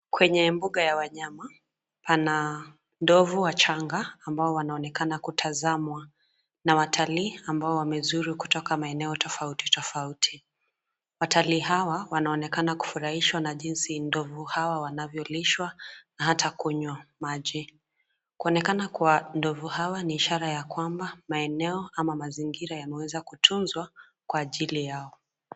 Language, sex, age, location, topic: Swahili, female, 25-35, Nairobi, government